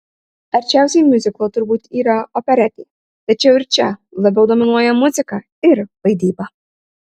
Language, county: Lithuanian, Marijampolė